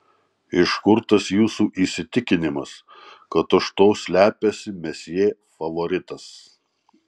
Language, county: Lithuanian, Marijampolė